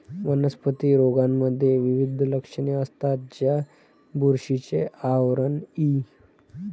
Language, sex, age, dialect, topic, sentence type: Marathi, female, 46-50, Varhadi, agriculture, statement